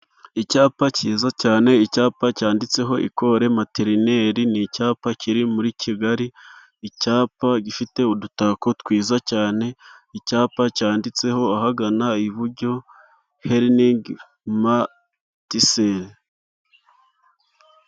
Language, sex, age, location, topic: Kinyarwanda, male, 25-35, Musanze, education